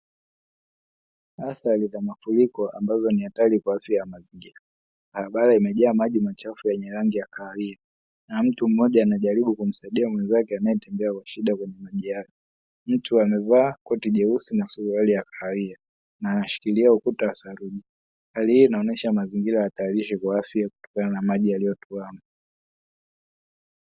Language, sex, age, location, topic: Swahili, male, 18-24, Dar es Salaam, health